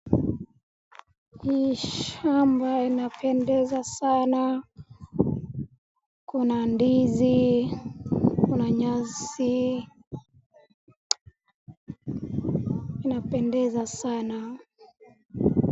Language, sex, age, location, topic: Swahili, female, 25-35, Wajir, agriculture